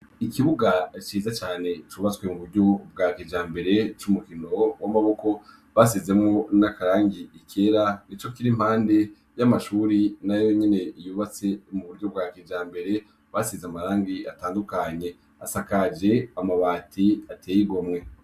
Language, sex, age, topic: Rundi, male, 25-35, education